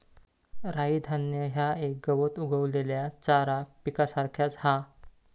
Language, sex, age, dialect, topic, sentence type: Marathi, male, 25-30, Southern Konkan, agriculture, statement